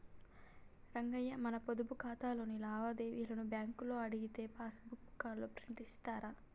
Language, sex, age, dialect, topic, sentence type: Telugu, female, 18-24, Telangana, banking, statement